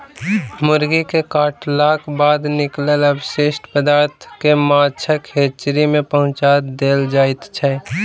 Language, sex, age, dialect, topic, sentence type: Maithili, male, 36-40, Southern/Standard, agriculture, statement